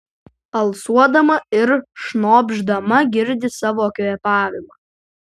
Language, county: Lithuanian, Utena